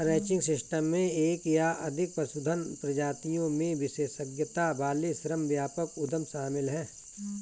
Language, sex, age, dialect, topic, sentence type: Hindi, male, 41-45, Awadhi Bundeli, agriculture, statement